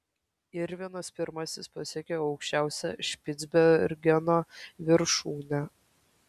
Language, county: Lithuanian, Kaunas